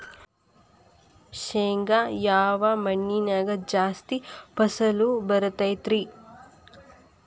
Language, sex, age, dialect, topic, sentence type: Kannada, female, 18-24, Dharwad Kannada, agriculture, question